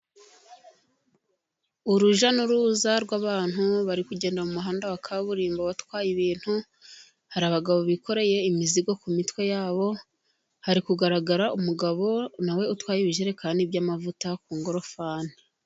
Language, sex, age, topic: Kinyarwanda, female, 25-35, government